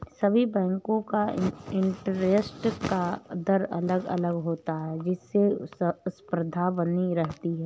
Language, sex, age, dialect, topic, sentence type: Hindi, female, 31-35, Awadhi Bundeli, banking, statement